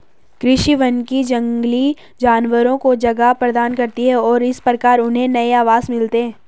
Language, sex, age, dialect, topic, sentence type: Hindi, female, 18-24, Garhwali, agriculture, statement